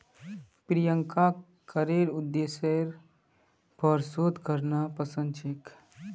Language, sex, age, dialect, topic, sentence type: Magahi, male, 25-30, Northeastern/Surjapuri, banking, statement